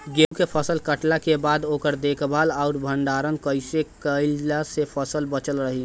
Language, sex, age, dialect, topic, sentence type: Bhojpuri, male, 18-24, Southern / Standard, agriculture, question